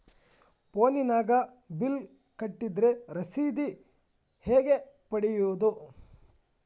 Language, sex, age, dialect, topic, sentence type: Kannada, male, 18-24, Dharwad Kannada, banking, question